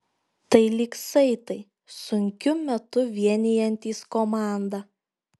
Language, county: Lithuanian, Šiauliai